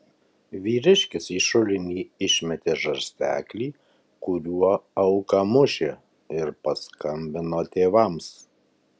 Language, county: Lithuanian, Kaunas